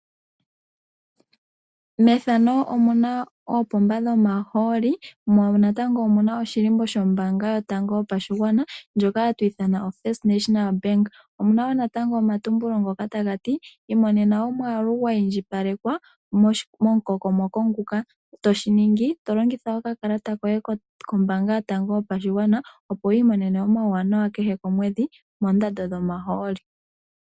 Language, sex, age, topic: Oshiwambo, female, 18-24, finance